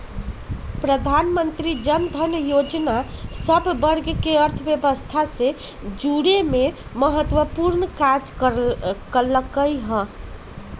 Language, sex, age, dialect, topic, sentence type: Magahi, female, 31-35, Western, banking, statement